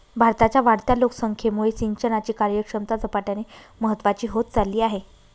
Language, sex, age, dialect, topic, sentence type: Marathi, female, 25-30, Northern Konkan, agriculture, statement